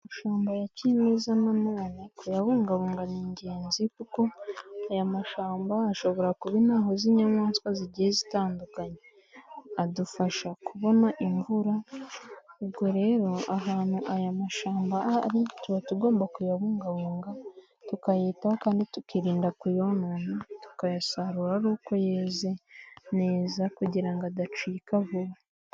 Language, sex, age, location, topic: Kinyarwanda, female, 18-24, Nyagatare, agriculture